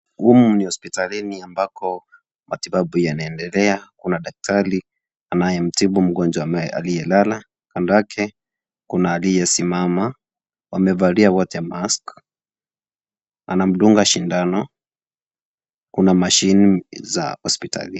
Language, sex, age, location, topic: Swahili, male, 18-24, Kisii, health